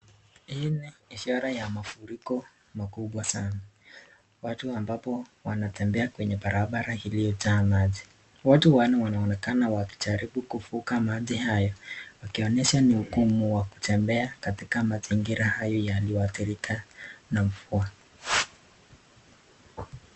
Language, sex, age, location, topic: Swahili, male, 18-24, Nakuru, health